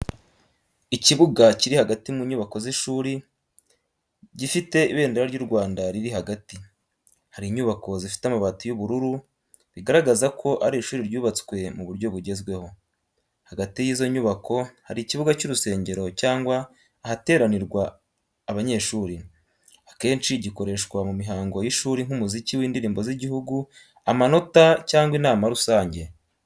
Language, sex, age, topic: Kinyarwanda, male, 18-24, education